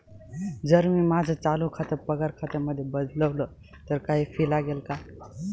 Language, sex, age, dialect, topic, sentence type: Marathi, male, 18-24, Northern Konkan, banking, statement